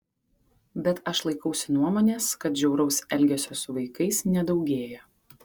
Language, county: Lithuanian, Kaunas